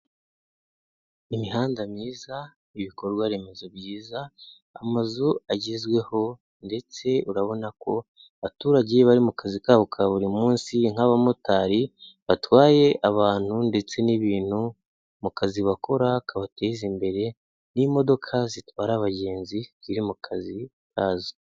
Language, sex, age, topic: Kinyarwanda, male, 18-24, government